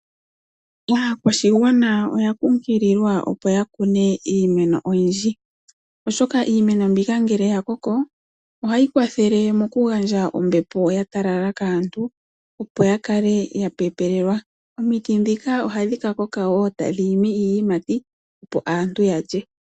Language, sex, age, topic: Oshiwambo, female, 18-24, agriculture